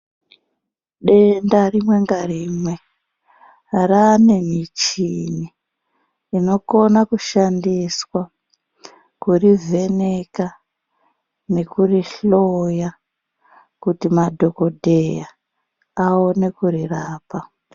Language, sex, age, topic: Ndau, female, 36-49, health